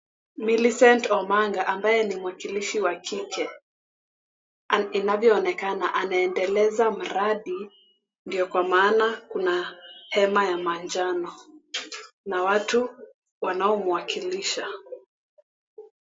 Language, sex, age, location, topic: Swahili, female, 18-24, Mombasa, government